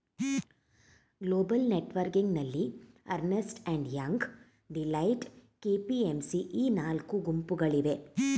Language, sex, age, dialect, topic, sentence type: Kannada, female, 46-50, Mysore Kannada, banking, statement